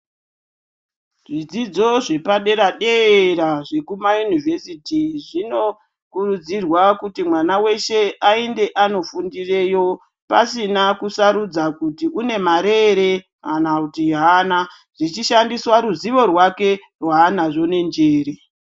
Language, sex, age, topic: Ndau, female, 36-49, education